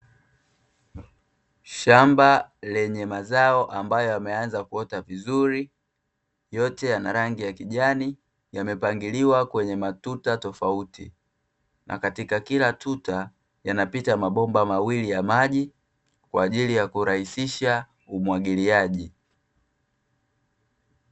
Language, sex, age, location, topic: Swahili, male, 25-35, Dar es Salaam, agriculture